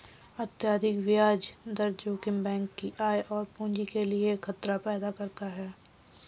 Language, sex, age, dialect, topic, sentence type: Hindi, female, 18-24, Kanauji Braj Bhasha, banking, statement